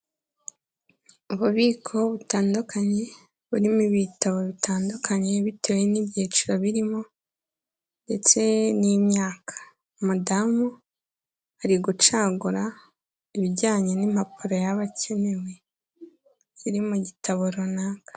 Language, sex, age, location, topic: Kinyarwanda, female, 18-24, Kigali, government